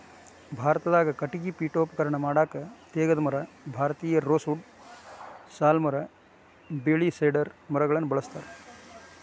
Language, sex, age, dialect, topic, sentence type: Kannada, male, 56-60, Dharwad Kannada, agriculture, statement